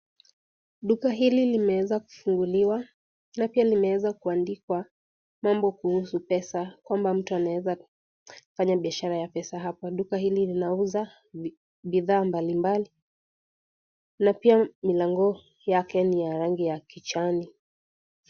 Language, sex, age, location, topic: Swahili, female, 18-24, Kisii, finance